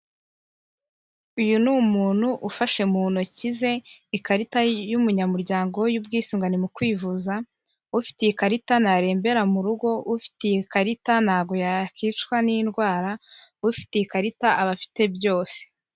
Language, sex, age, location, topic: Kinyarwanda, female, 25-35, Kigali, finance